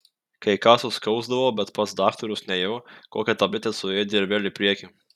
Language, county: Lithuanian, Kaunas